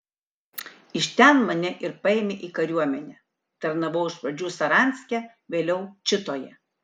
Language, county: Lithuanian, Kaunas